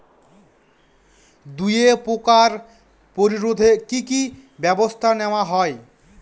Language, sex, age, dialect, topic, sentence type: Bengali, male, 25-30, Northern/Varendri, agriculture, question